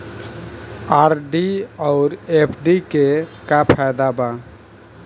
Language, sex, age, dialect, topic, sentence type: Bhojpuri, male, 31-35, Southern / Standard, banking, statement